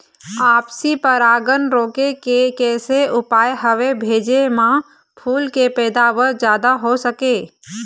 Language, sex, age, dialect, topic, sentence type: Chhattisgarhi, female, 31-35, Eastern, agriculture, question